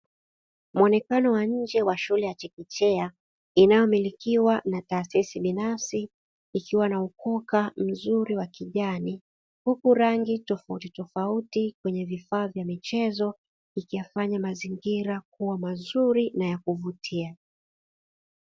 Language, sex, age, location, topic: Swahili, female, 36-49, Dar es Salaam, education